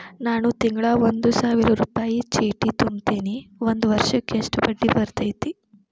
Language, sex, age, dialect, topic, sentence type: Kannada, male, 25-30, Dharwad Kannada, banking, question